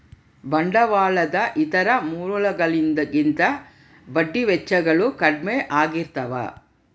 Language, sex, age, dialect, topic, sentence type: Kannada, female, 31-35, Central, banking, statement